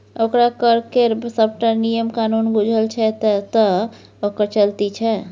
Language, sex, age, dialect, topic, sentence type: Maithili, female, 18-24, Bajjika, banking, statement